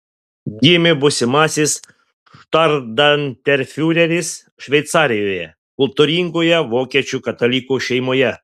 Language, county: Lithuanian, Panevėžys